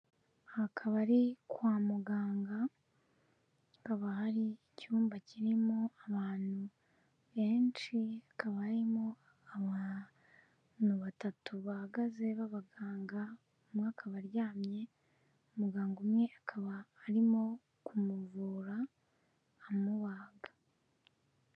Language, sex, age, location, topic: Kinyarwanda, female, 18-24, Kigali, health